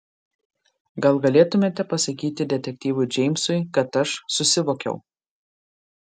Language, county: Lithuanian, Marijampolė